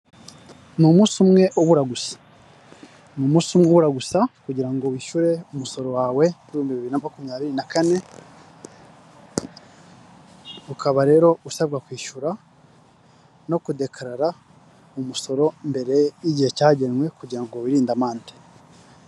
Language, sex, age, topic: Kinyarwanda, male, 18-24, government